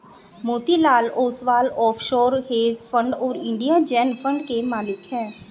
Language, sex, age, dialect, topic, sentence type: Hindi, female, 36-40, Hindustani Malvi Khadi Boli, banking, statement